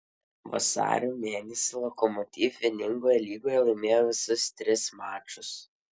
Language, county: Lithuanian, Vilnius